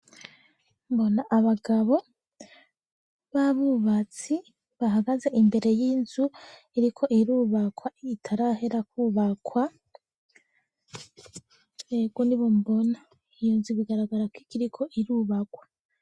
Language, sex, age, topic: Rundi, female, 18-24, education